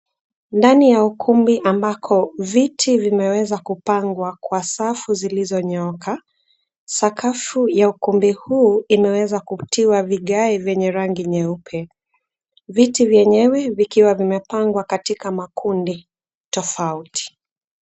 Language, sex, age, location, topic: Swahili, female, 18-24, Nairobi, education